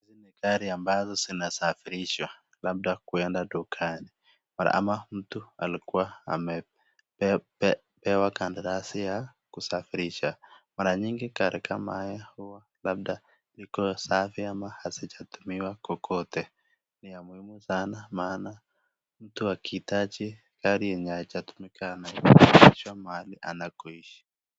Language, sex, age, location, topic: Swahili, male, 25-35, Nakuru, finance